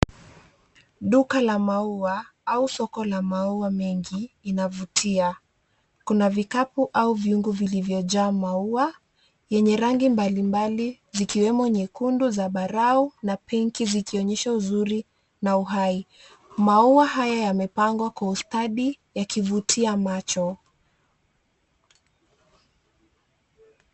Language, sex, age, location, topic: Swahili, female, 25-35, Nairobi, finance